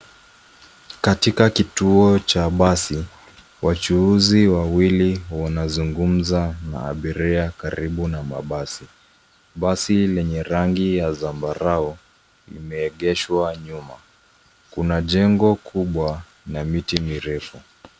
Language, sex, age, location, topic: Swahili, male, 25-35, Nairobi, government